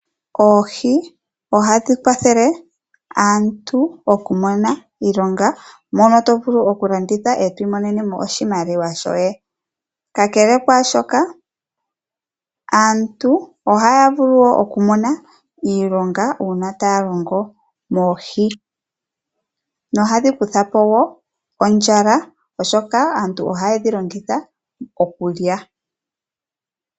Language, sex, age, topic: Oshiwambo, female, 25-35, agriculture